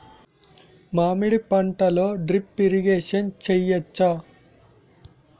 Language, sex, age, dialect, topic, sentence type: Telugu, male, 18-24, Utterandhra, agriculture, question